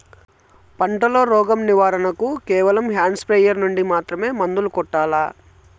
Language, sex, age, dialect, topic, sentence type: Telugu, male, 25-30, Southern, agriculture, question